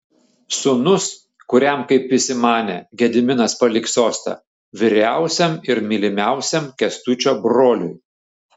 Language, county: Lithuanian, Šiauliai